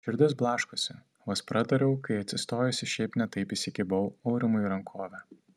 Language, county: Lithuanian, Tauragė